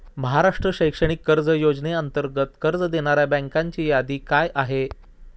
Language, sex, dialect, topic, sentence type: Marathi, male, Standard Marathi, banking, question